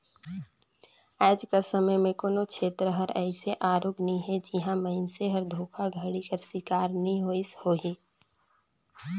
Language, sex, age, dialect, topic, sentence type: Chhattisgarhi, female, 25-30, Northern/Bhandar, banking, statement